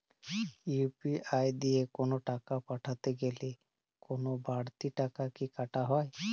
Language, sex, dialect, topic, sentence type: Bengali, male, Jharkhandi, banking, question